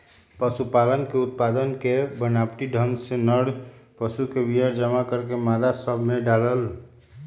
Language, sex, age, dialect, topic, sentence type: Magahi, female, 18-24, Western, agriculture, statement